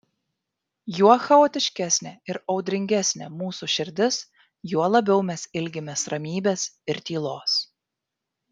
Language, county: Lithuanian, Vilnius